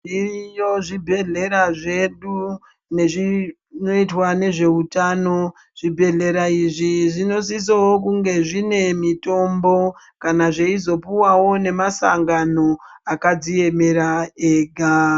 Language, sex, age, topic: Ndau, female, 25-35, health